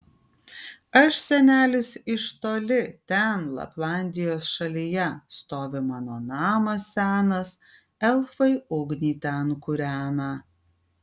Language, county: Lithuanian, Kaunas